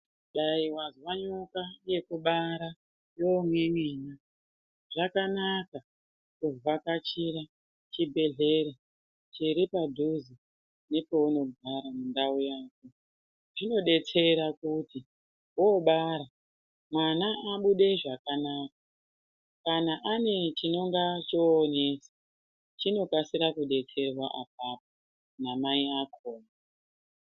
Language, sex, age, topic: Ndau, female, 36-49, health